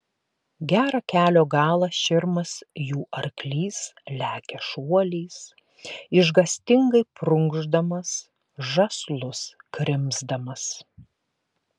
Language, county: Lithuanian, Klaipėda